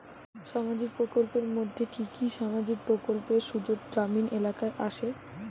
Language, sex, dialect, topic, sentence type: Bengali, female, Rajbangshi, banking, question